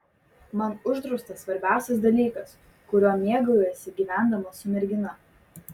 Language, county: Lithuanian, Vilnius